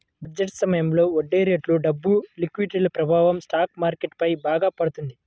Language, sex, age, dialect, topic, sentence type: Telugu, male, 25-30, Central/Coastal, banking, statement